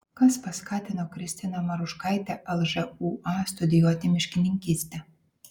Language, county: Lithuanian, Vilnius